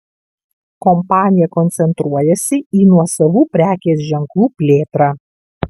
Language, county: Lithuanian, Kaunas